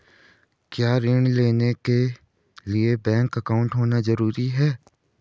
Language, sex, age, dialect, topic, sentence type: Hindi, female, 18-24, Garhwali, banking, question